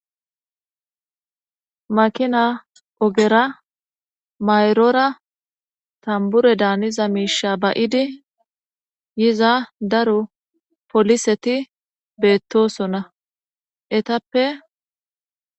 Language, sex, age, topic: Gamo, female, 25-35, government